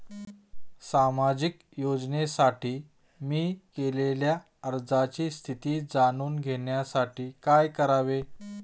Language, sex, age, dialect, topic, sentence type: Marathi, male, 41-45, Standard Marathi, banking, question